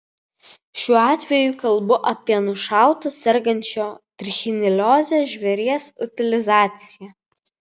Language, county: Lithuanian, Vilnius